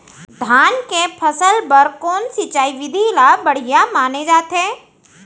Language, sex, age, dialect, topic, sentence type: Chhattisgarhi, female, 41-45, Central, agriculture, question